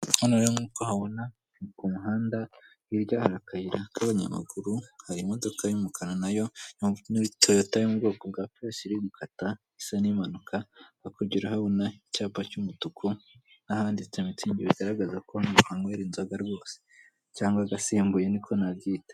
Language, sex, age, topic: Kinyarwanda, male, 25-35, government